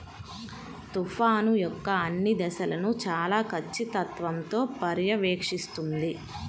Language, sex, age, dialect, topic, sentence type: Telugu, female, 25-30, Central/Coastal, agriculture, statement